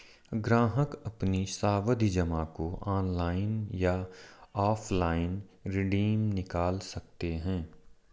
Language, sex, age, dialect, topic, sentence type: Hindi, male, 31-35, Marwari Dhudhari, banking, statement